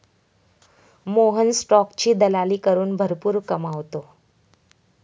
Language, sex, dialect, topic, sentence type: Marathi, female, Standard Marathi, banking, statement